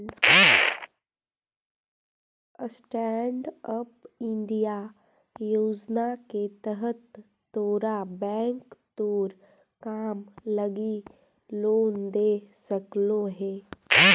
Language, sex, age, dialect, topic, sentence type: Magahi, female, 25-30, Central/Standard, banking, statement